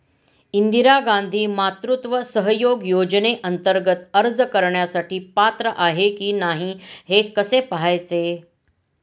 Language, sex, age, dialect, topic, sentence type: Marathi, female, 46-50, Standard Marathi, banking, question